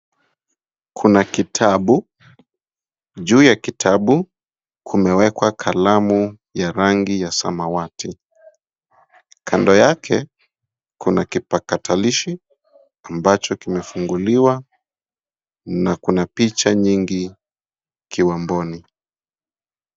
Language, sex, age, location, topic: Swahili, male, 25-35, Nairobi, education